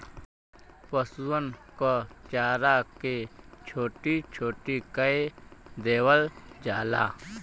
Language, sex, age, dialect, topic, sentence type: Bhojpuri, male, 18-24, Western, agriculture, statement